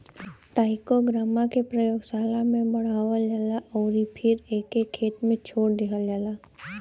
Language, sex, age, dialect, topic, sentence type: Bhojpuri, female, 18-24, Western, agriculture, statement